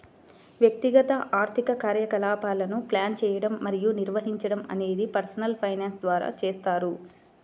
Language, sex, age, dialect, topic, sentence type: Telugu, female, 25-30, Central/Coastal, banking, statement